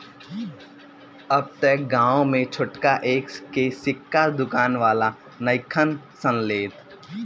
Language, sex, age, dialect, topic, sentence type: Bhojpuri, male, 18-24, Northern, banking, statement